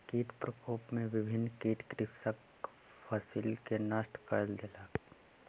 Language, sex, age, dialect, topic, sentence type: Maithili, male, 25-30, Southern/Standard, agriculture, statement